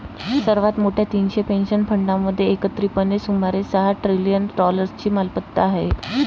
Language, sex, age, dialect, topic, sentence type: Marathi, female, 25-30, Varhadi, banking, statement